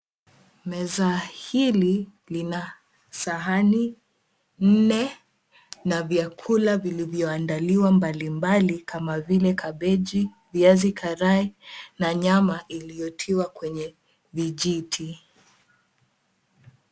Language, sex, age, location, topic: Swahili, female, 18-24, Mombasa, agriculture